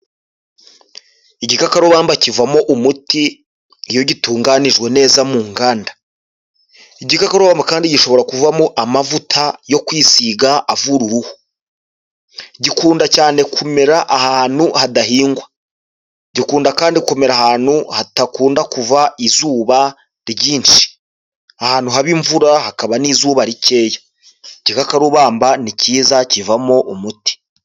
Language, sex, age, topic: Kinyarwanda, male, 25-35, health